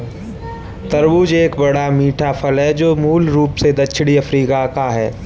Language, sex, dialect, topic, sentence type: Hindi, male, Kanauji Braj Bhasha, agriculture, statement